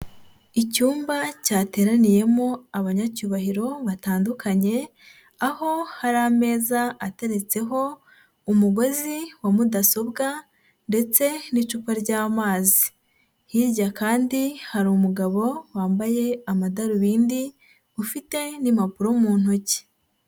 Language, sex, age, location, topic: Kinyarwanda, female, 18-24, Nyagatare, health